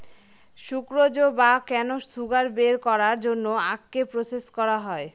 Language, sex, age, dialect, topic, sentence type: Bengali, female, 25-30, Northern/Varendri, agriculture, statement